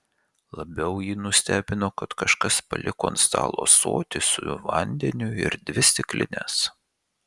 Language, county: Lithuanian, Šiauliai